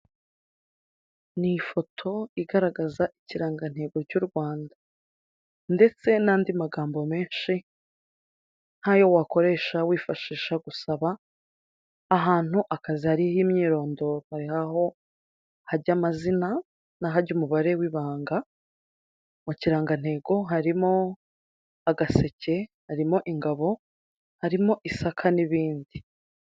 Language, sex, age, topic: Kinyarwanda, female, 25-35, government